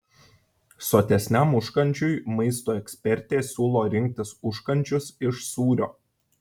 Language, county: Lithuanian, Šiauliai